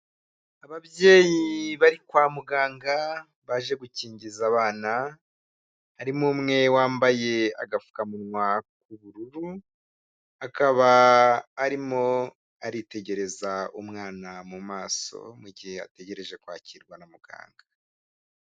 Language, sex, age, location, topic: Kinyarwanda, male, 25-35, Huye, health